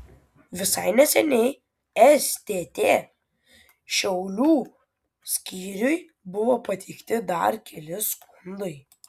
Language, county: Lithuanian, Kaunas